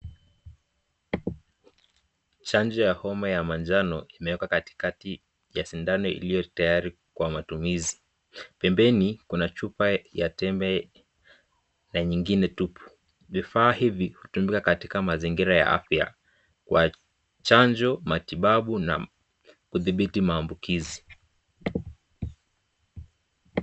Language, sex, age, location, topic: Swahili, male, 18-24, Nakuru, health